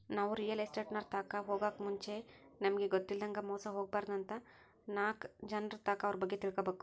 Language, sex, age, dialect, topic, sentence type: Kannada, female, 56-60, Central, banking, statement